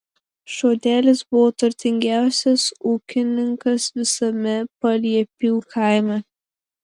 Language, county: Lithuanian, Marijampolė